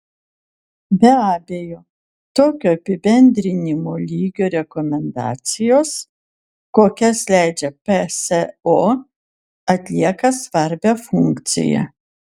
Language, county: Lithuanian, Kaunas